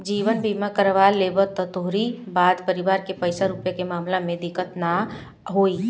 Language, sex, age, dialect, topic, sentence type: Bhojpuri, male, 25-30, Northern, banking, statement